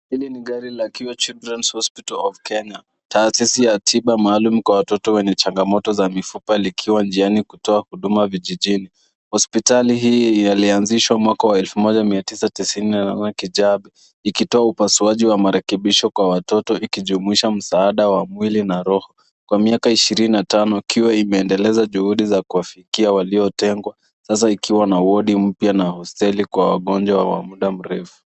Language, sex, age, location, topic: Swahili, male, 25-35, Nairobi, health